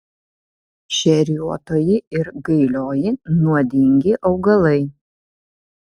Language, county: Lithuanian, Vilnius